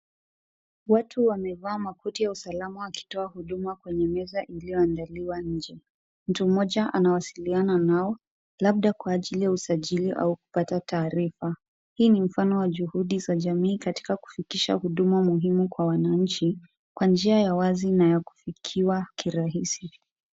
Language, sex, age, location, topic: Swahili, female, 36-49, Kisumu, government